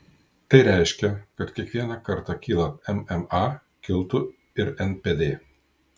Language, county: Lithuanian, Kaunas